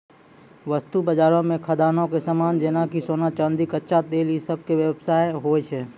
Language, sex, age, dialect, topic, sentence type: Maithili, male, 25-30, Angika, banking, statement